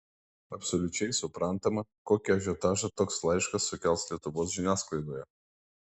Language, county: Lithuanian, Vilnius